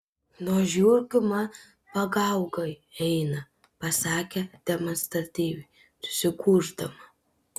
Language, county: Lithuanian, Panevėžys